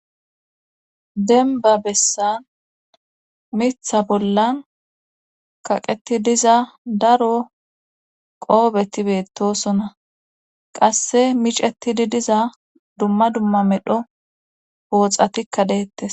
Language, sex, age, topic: Gamo, female, 18-24, government